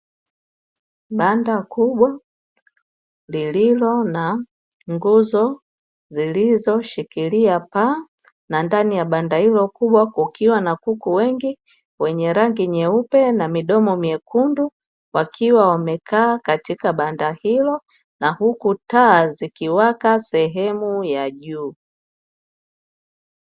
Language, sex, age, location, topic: Swahili, female, 50+, Dar es Salaam, agriculture